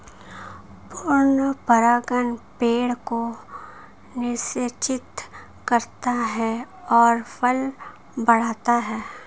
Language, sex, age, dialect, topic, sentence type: Hindi, female, 25-30, Marwari Dhudhari, agriculture, statement